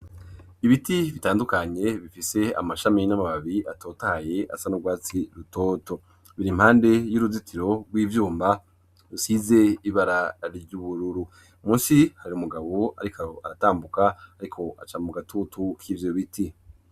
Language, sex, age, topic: Rundi, male, 25-35, education